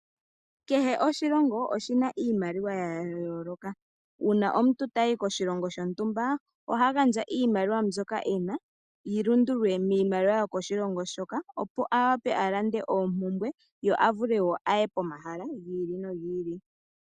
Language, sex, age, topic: Oshiwambo, female, 18-24, finance